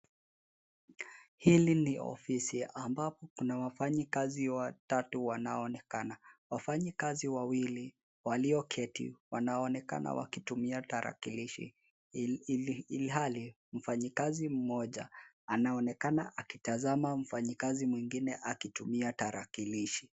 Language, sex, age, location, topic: Swahili, male, 18-24, Nairobi, education